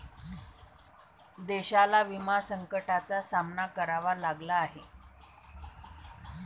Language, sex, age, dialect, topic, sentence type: Marathi, female, 31-35, Varhadi, banking, statement